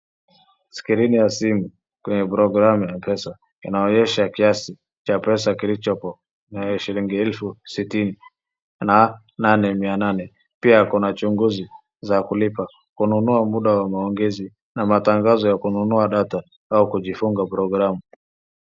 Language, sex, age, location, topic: Swahili, male, 25-35, Wajir, finance